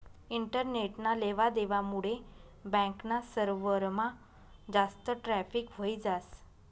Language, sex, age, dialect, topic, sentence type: Marathi, female, 31-35, Northern Konkan, banking, statement